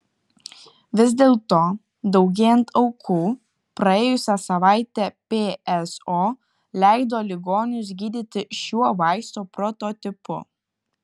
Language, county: Lithuanian, Kaunas